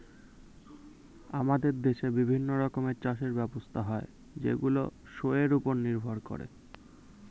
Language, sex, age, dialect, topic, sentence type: Bengali, male, 18-24, Standard Colloquial, agriculture, statement